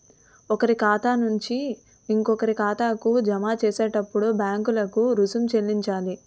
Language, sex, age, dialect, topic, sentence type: Telugu, female, 18-24, Utterandhra, banking, statement